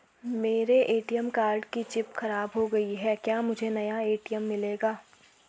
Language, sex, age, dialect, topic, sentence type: Hindi, female, 18-24, Garhwali, banking, question